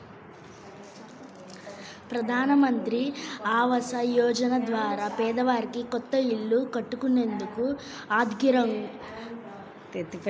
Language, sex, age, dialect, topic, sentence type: Telugu, female, 25-30, Central/Coastal, banking, statement